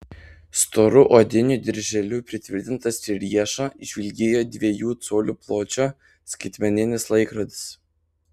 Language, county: Lithuanian, Panevėžys